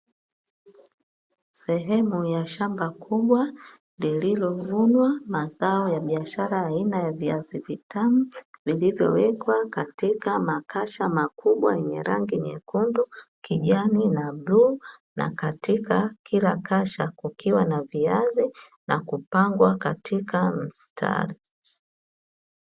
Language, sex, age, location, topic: Swahili, female, 50+, Dar es Salaam, agriculture